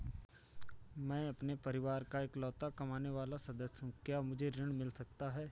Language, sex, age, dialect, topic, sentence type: Hindi, male, 25-30, Awadhi Bundeli, banking, question